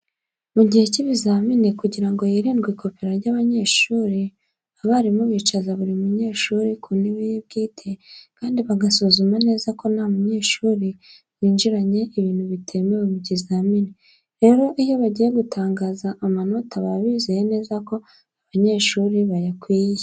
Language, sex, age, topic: Kinyarwanda, female, 18-24, education